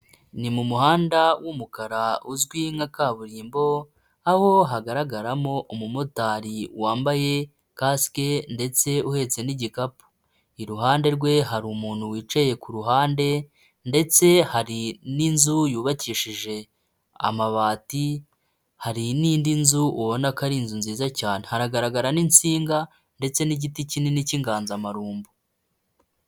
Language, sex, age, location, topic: Kinyarwanda, female, 25-35, Nyagatare, finance